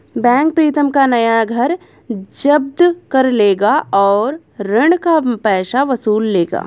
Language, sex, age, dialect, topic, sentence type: Hindi, male, 36-40, Hindustani Malvi Khadi Boli, banking, statement